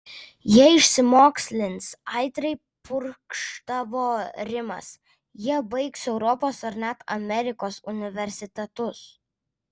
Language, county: Lithuanian, Vilnius